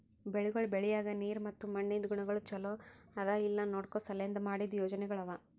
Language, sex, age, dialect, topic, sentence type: Kannada, female, 18-24, Northeastern, agriculture, statement